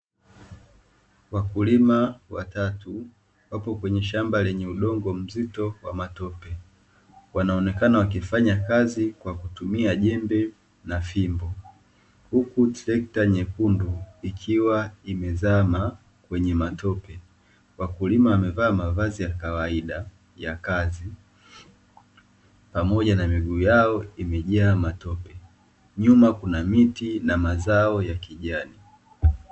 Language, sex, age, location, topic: Swahili, male, 25-35, Dar es Salaam, agriculture